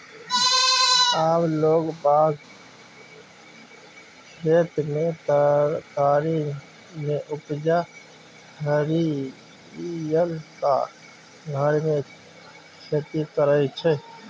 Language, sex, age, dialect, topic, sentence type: Maithili, male, 25-30, Bajjika, agriculture, statement